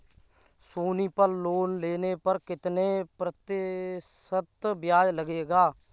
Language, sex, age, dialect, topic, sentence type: Hindi, male, 25-30, Kanauji Braj Bhasha, banking, question